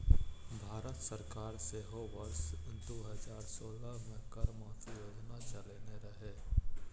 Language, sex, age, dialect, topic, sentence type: Maithili, male, 18-24, Eastern / Thethi, banking, statement